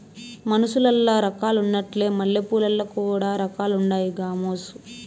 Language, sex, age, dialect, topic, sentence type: Telugu, female, 18-24, Southern, agriculture, statement